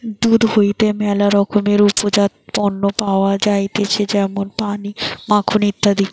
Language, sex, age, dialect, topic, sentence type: Bengali, female, 18-24, Western, agriculture, statement